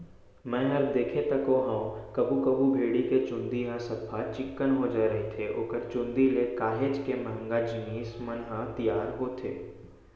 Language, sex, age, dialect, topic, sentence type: Chhattisgarhi, male, 18-24, Central, agriculture, statement